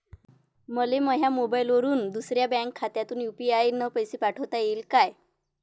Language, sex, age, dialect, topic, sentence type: Marathi, female, 25-30, Varhadi, banking, question